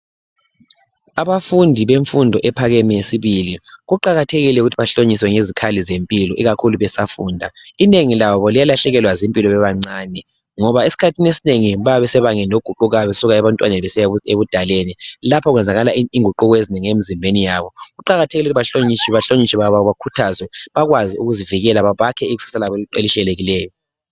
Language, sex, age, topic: North Ndebele, male, 36-49, education